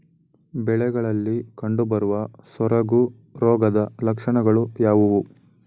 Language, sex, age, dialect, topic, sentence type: Kannada, male, 18-24, Mysore Kannada, agriculture, question